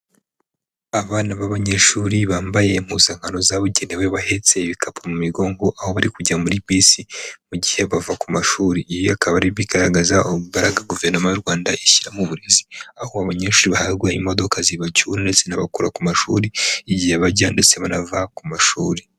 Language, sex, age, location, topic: Kinyarwanda, male, 25-35, Huye, education